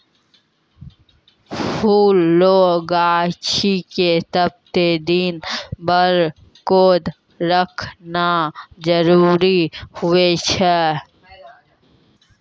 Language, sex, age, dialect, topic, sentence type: Maithili, female, 18-24, Angika, agriculture, statement